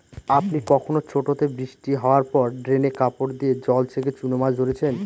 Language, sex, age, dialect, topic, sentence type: Bengali, male, 18-24, Northern/Varendri, agriculture, statement